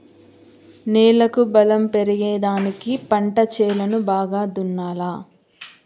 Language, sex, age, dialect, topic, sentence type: Telugu, female, 31-35, Southern, agriculture, statement